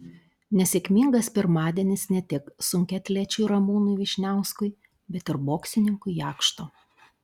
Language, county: Lithuanian, Panevėžys